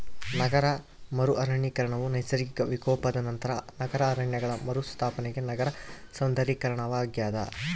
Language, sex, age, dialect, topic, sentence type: Kannada, female, 18-24, Central, agriculture, statement